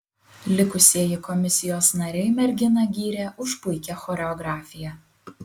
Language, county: Lithuanian, Kaunas